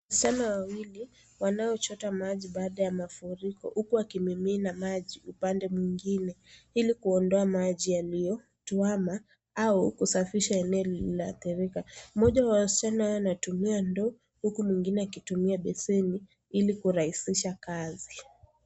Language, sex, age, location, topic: Swahili, female, 18-24, Kisii, health